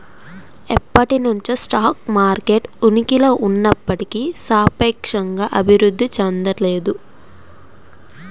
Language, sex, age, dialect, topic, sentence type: Telugu, female, 18-24, Central/Coastal, banking, statement